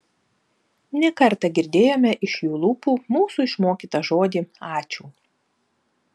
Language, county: Lithuanian, Panevėžys